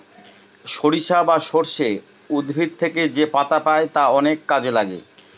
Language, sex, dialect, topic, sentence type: Bengali, male, Northern/Varendri, agriculture, statement